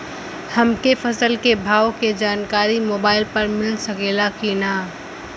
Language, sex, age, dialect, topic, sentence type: Bhojpuri, female, <18, Western, agriculture, question